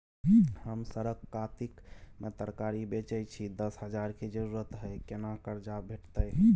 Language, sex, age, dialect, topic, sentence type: Maithili, male, 18-24, Bajjika, banking, question